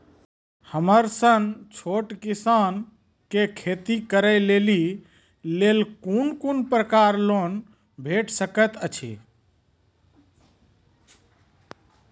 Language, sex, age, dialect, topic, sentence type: Maithili, male, 36-40, Angika, banking, question